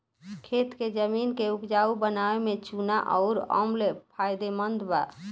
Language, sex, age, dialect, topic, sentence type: Bhojpuri, female, 18-24, Southern / Standard, agriculture, statement